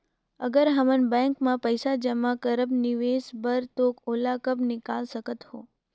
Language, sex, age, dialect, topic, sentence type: Chhattisgarhi, female, 18-24, Northern/Bhandar, banking, question